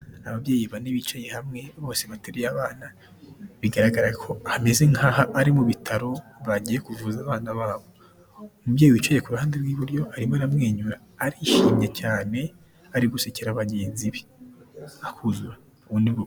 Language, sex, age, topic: Kinyarwanda, male, 25-35, health